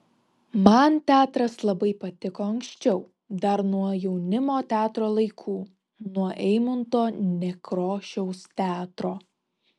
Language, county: Lithuanian, Vilnius